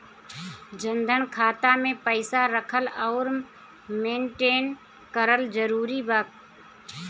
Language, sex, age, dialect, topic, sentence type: Bhojpuri, female, 31-35, Southern / Standard, banking, question